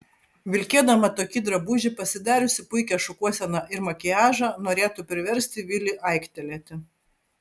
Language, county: Lithuanian, Vilnius